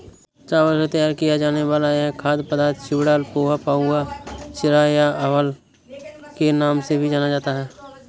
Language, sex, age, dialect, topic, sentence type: Hindi, male, 18-24, Awadhi Bundeli, agriculture, statement